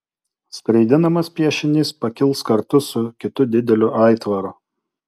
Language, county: Lithuanian, Utena